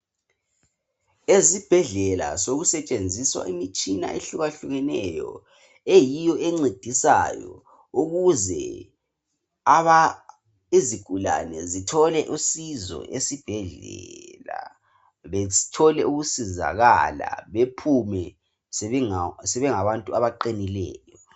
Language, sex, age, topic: North Ndebele, male, 18-24, health